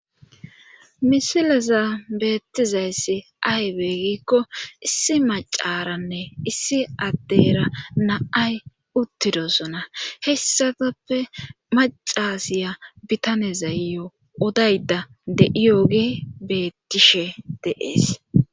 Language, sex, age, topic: Gamo, female, 25-35, government